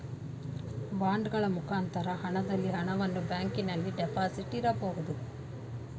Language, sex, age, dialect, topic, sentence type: Kannada, female, 46-50, Mysore Kannada, banking, statement